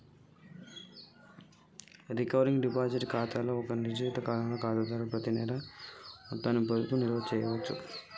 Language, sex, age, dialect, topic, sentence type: Telugu, male, 25-30, Telangana, banking, statement